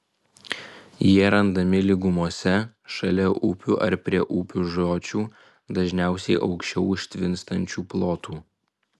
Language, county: Lithuanian, Vilnius